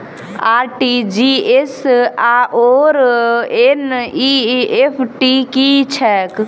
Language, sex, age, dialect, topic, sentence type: Maithili, female, 18-24, Southern/Standard, banking, question